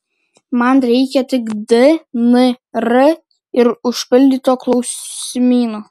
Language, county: Lithuanian, Kaunas